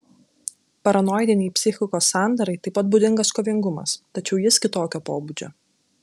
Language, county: Lithuanian, Klaipėda